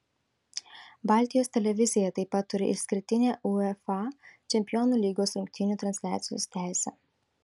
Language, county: Lithuanian, Šiauliai